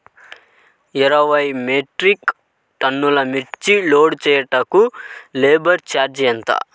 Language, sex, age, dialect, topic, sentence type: Telugu, male, 31-35, Central/Coastal, agriculture, question